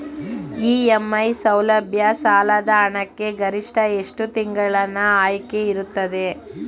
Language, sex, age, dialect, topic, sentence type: Kannada, female, 25-30, Mysore Kannada, banking, question